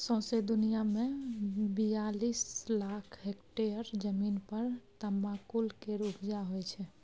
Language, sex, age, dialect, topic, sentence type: Maithili, female, 25-30, Bajjika, agriculture, statement